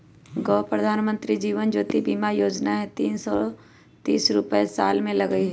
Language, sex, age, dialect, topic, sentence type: Magahi, female, 25-30, Western, banking, question